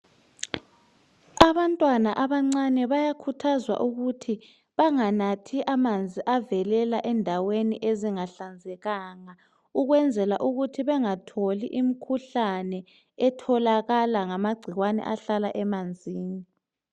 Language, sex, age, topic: North Ndebele, male, 36-49, health